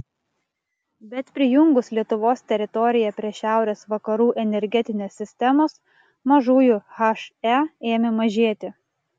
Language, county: Lithuanian, Klaipėda